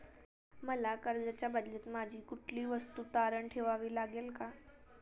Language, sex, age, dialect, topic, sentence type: Marathi, female, 18-24, Standard Marathi, banking, question